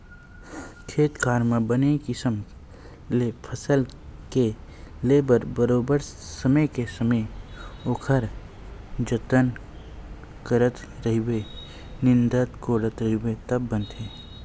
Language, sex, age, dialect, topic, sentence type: Chhattisgarhi, male, 18-24, Western/Budati/Khatahi, agriculture, statement